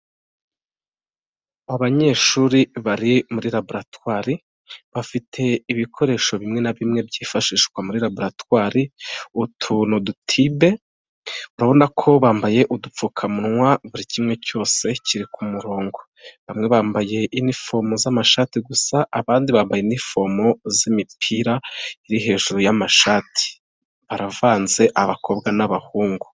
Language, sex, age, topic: Kinyarwanda, male, 25-35, health